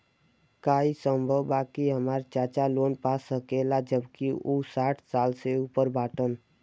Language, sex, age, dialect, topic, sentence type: Bhojpuri, female, 18-24, Western, banking, statement